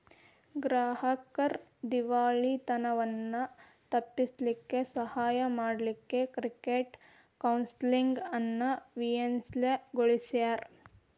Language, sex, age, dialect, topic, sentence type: Kannada, female, 18-24, Dharwad Kannada, banking, statement